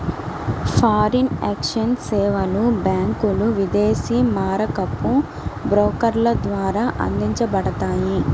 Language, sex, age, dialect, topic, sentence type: Telugu, female, 18-24, Central/Coastal, banking, statement